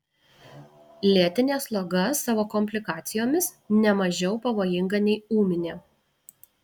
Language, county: Lithuanian, Alytus